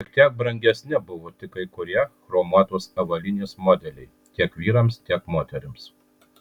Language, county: Lithuanian, Kaunas